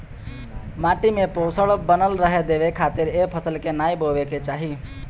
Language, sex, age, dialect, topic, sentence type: Bhojpuri, male, 18-24, Northern, agriculture, statement